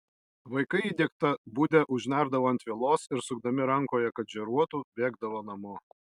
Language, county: Lithuanian, Alytus